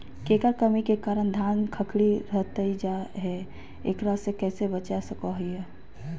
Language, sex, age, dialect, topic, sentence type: Magahi, female, 31-35, Southern, agriculture, question